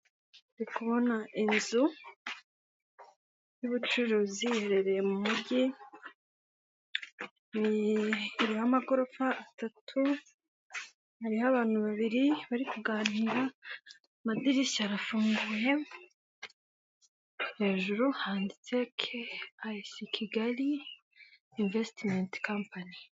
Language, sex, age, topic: Kinyarwanda, female, 18-24, finance